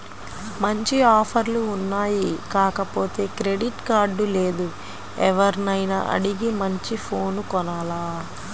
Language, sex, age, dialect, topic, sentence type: Telugu, female, 25-30, Central/Coastal, banking, statement